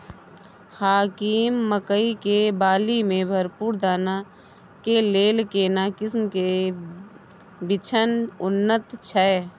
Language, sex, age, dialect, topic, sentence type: Maithili, female, 25-30, Bajjika, agriculture, question